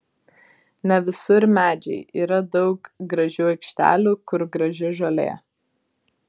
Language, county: Lithuanian, Vilnius